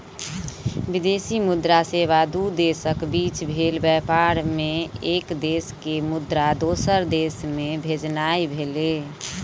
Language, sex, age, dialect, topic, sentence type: Maithili, female, 18-24, Southern/Standard, banking, statement